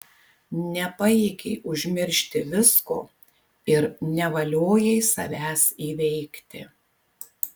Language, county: Lithuanian, Kaunas